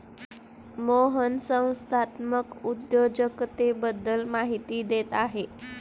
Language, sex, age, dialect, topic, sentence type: Marathi, female, 25-30, Standard Marathi, banking, statement